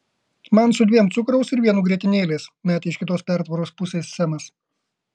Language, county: Lithuanian, Kaunas